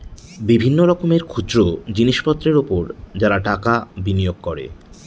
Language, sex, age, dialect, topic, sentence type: Bengali, male, 31-35, Northern/Varendri, banking, statement